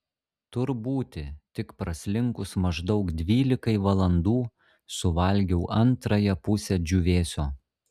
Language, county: Lithuanian, Šiauliai